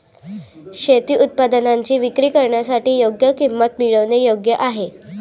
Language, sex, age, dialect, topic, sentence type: Marathi, female, 25-30, Varhadi, agriculture, statement